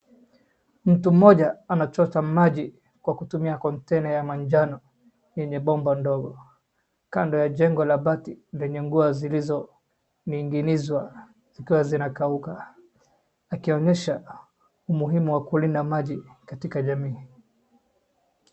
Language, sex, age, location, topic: Swahili, male, 25-35, Wajir, health